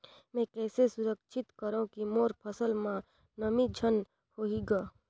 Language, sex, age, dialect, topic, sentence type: Chhattisgarhi, female, 25-30, Northern/Bhandar, agriculture, question